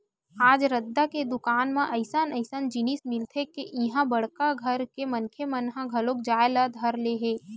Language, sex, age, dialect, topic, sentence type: Chhattisgarhi, female, 25-30, Western/Budati/Khatahi, agriculture, statement